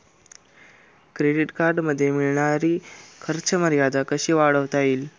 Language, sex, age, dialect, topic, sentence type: Marathi, male, 25-30, Standard Marathi, banking, question